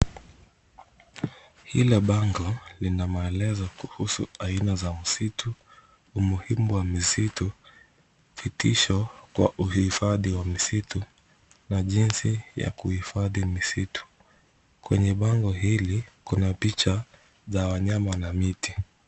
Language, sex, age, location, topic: Swahili, male, 25-35, Kisumu, education